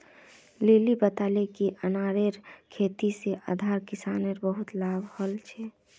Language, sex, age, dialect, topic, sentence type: Magahi, female, 46-50, Northeastern/Surjapuri, agriculture, statement